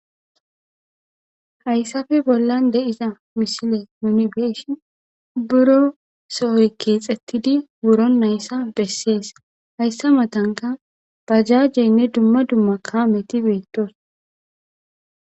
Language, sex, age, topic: Gamo, female, 18-24, government